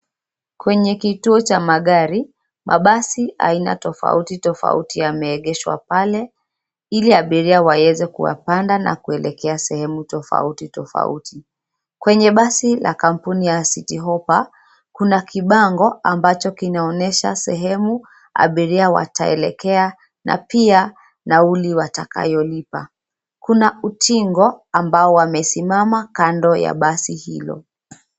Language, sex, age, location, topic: Swahili, female, 25-35, Nairobi, government